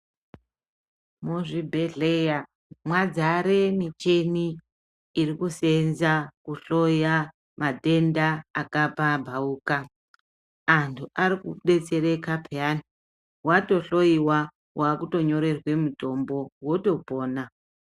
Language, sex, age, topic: Ndau, male, 25-35, health